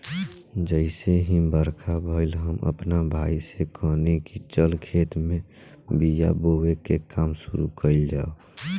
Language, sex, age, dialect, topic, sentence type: Bhojpuri, male, <18, Southern / Standard, agriculture, statement